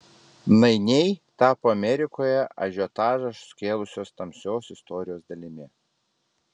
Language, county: Lithuanian, Vilnius